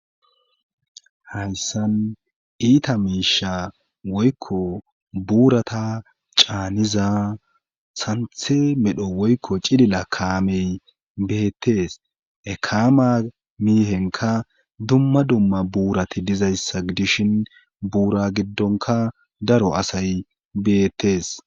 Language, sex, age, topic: Gamo, male, 18-24, government